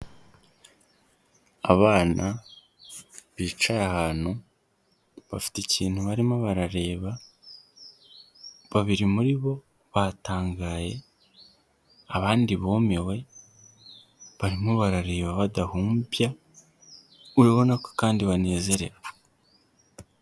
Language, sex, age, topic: Kinyarwanda, male, 25-35, health